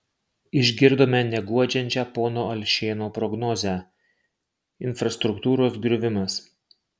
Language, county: Lithuanian, Marijampolė